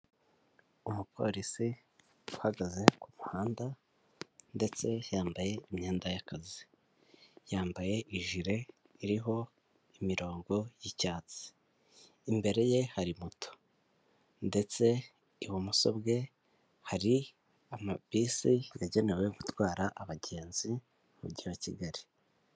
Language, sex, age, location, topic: Kinyarwanda, male, 25-35, Kigali, government